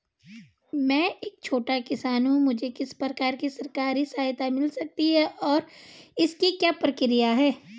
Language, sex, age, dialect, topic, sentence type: Hindi, female, 25-30, Garhwali, agriculture, question